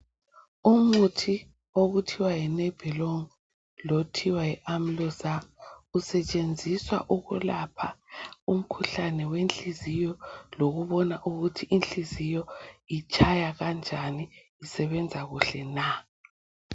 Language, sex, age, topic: North Ndebele, female, 36-49, health